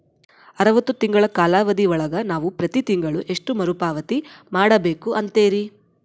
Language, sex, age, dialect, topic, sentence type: Kannada, female, 18-24, Central, banking, question